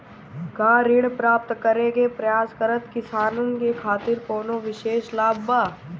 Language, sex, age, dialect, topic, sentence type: Bhojpuri, male, 60-100, Northern, agriculture, statement